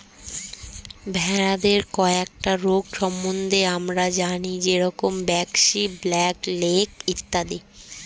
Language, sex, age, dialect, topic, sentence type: Bengali, female, 36-40, Standard Colloquial, agriculture, statement